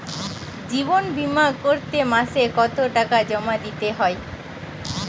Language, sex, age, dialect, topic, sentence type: Bengali, female, 18-24, Western, banking, question